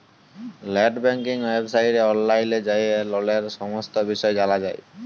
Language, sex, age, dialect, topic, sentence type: Bengali, male, 18-24, Jharkhandi, banking, statement